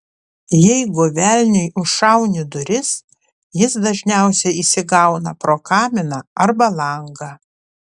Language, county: Lithuanian, Panevėžys